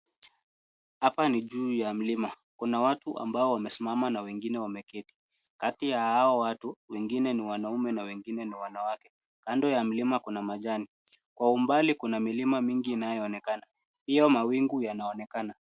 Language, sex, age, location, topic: Swahili, male, 18-24, Nairobi, education